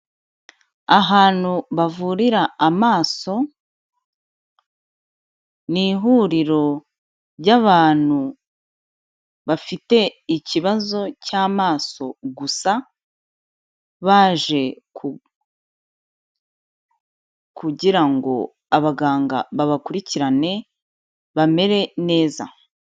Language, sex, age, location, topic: Kinyarwanda, female, 25-35, Kigali, health